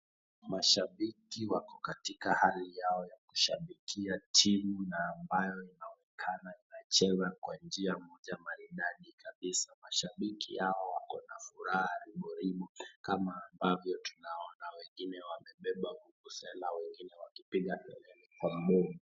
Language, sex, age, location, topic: Swahili, male, 25-35, Wajir, government